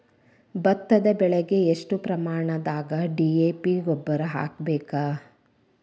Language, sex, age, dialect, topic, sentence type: Kannada, female, 41-45, Dharwad Kannada, agriculture, question